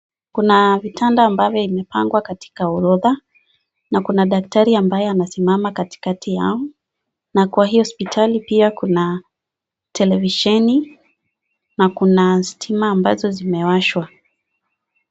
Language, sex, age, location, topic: Swahili, female, 25-35, Nakuru, health